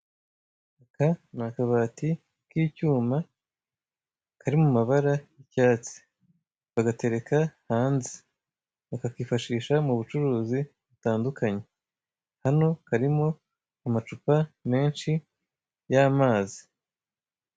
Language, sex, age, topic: Kinyarwanda, male, 25-35, finance